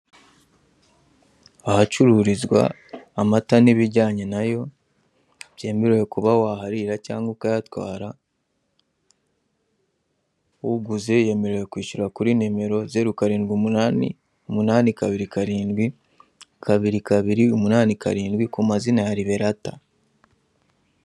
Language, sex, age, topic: Kinyarwanda, male, 25-35, finance